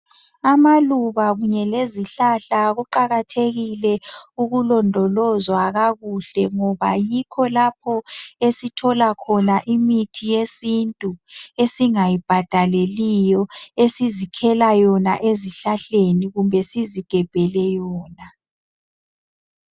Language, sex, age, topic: North Ndebele, female, 50+, health